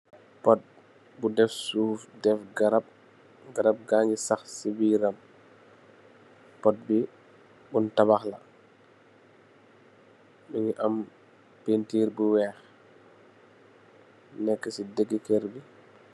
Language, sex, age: Wolof, male, 25-35